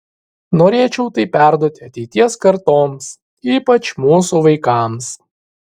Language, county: Lithuanian, Šiauliai